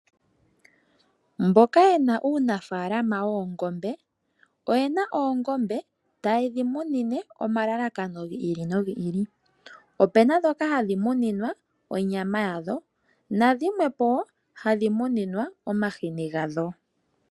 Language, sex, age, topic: Oshiwambo, female, 25-35, agriculture